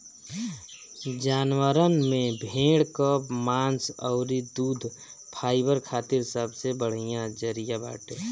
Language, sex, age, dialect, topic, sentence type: Bhojpuri, male, 51-55, Northern, agriculture, statement